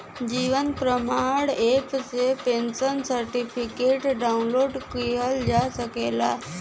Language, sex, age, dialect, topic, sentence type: Bhojpuri, female, 60-100, Western, banking, statement